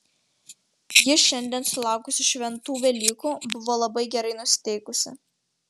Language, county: Lithuanian, Vilnius